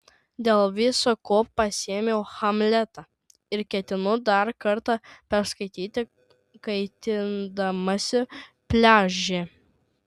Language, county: Lithuanian, Šiauliai